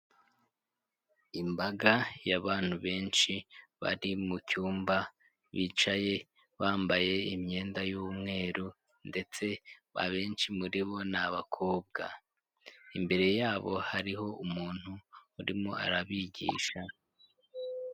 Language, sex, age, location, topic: Kinyarwanda, male, 18-24, Kigali, health